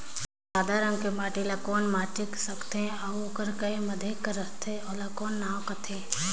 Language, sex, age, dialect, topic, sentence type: Chhattisgarhi, female, 18-24, Northern/Bhandar, agriculture, question